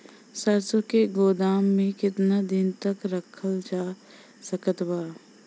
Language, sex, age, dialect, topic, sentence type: Bhojpuri, female, 25-30, Southern / Standard, agriculture, question